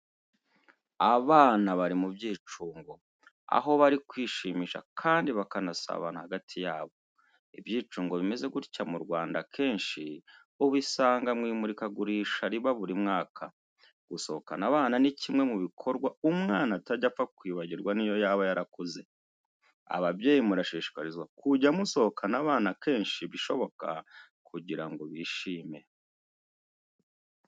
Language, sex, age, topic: Kinyarwanda, male, 36-49, education